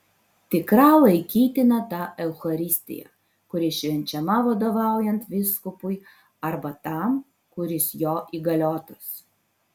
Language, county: Lithuanian, Vilnius